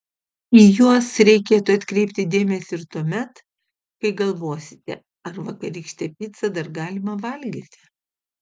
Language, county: Lithuanian, Utena